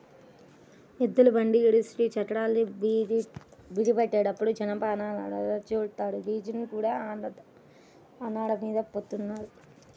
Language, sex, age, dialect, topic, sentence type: Telugu, female, 18-24, Central/Coastal, agriculture, statement